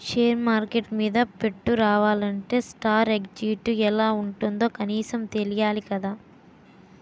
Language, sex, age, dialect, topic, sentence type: Telugu, female, 18-24, Utterandhra, banking, statement